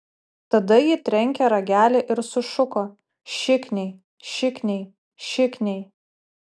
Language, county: Lithuanian, Utena